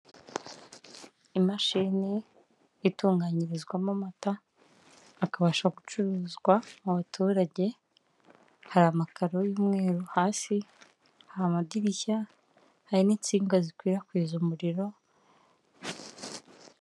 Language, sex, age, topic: Kinyarwanda, female, 18-24, finance